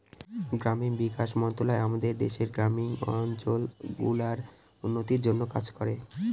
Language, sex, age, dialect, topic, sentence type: Bengali, male, 18-24, Northern/Varendri, agriculture, statement